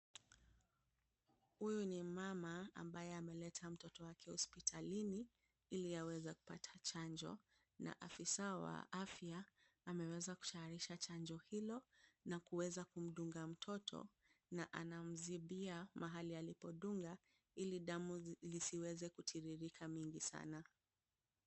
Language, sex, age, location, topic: Swahili, female, 25-35, Kisumu, health